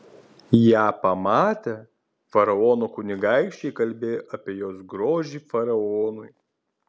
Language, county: Lithuanian, Kaunas